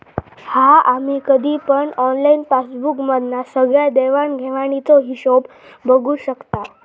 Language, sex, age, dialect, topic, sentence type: Marathi, female, 36-40, Southern Konkan, banking, statement